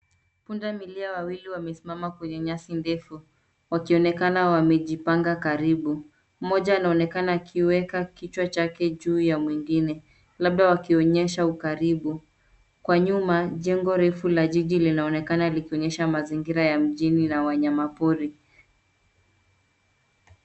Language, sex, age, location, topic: Swahili, female, 36-49, Nairobi, government